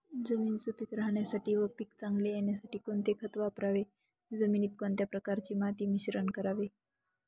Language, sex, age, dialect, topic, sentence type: Marathi, female, 25-30, Northern Konkan, agriculture, question